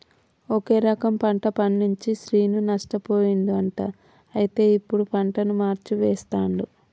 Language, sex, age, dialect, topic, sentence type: Telugu, female, 31-35, Telangana, agriculture, statement